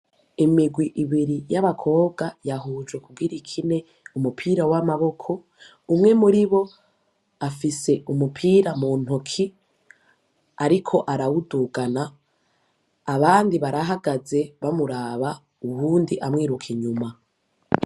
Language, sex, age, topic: Rundi, female, 18-24, education